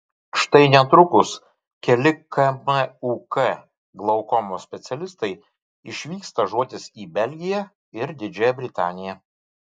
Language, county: Lithuanian, Vilnius